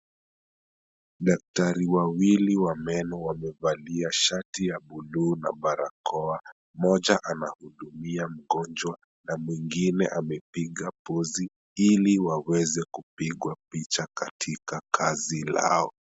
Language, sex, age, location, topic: Swahili, male, 25-35, Kisumu, health